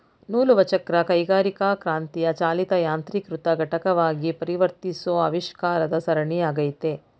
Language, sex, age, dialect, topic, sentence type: Kannada, female, 46-50, Mysore Kannada, agriculture, statement